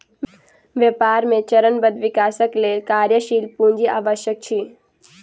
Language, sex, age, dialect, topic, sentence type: Maithili, female, 18-24, Southern/Standard, banking, statement